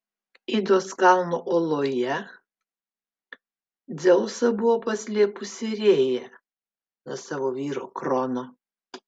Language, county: Lithuanian, Vilnius